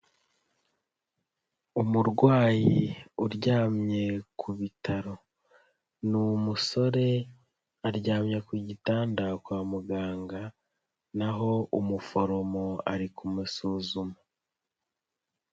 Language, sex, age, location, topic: Kinyarwanda, female, 25-35, Nyagatare, health